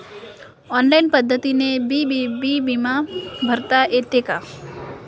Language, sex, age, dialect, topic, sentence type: Marathi, female, 18-24, Varhadi, banking, question